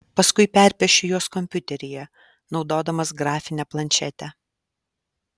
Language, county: Lithuanian, Alytus